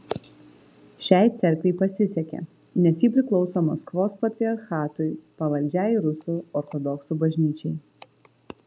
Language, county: Lithuanian, Vilnius